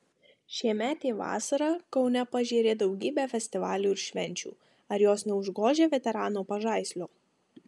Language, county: Lithuanian, Marijampolė